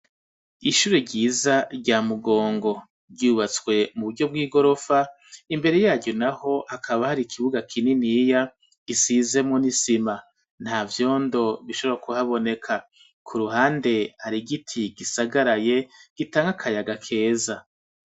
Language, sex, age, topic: Rundi, male, 50+, education